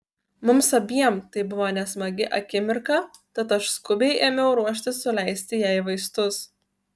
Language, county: Lithuanian, Kaunas